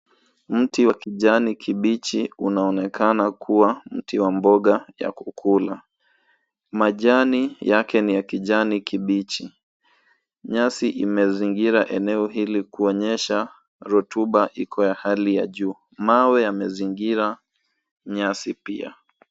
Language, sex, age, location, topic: Swahili, male, 18-24, Nairobi, health